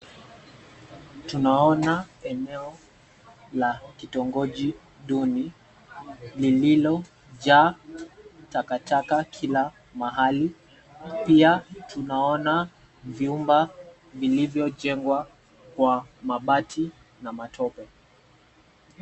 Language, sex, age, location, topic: Swahili, male, 25-35, Nairobi, government